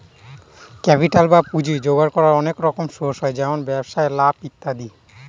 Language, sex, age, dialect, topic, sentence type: Bengali, male, 25-30, Northern/Varendri, banking, statement